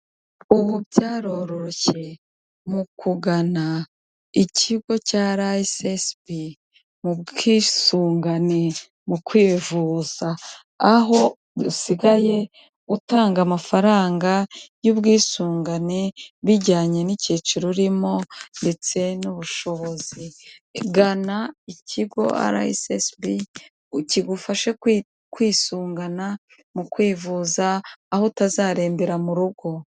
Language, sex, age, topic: Kinyarwanda, female, 36-49, finance